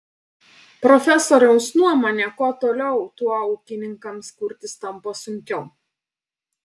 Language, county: Lithuanian, Panevėžys